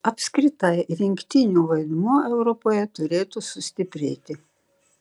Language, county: Lithuanian, Šiauliai